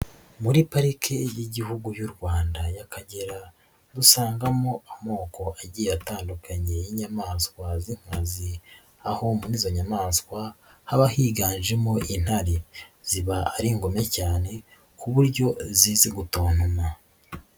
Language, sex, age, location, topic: Kinyarwanda, male, 36-49, Nyagatare, agriculture